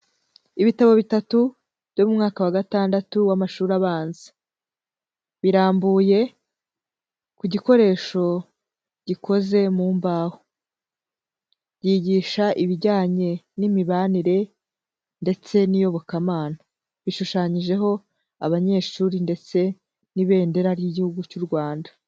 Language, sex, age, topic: Kinyarwanda, female, 18-24, education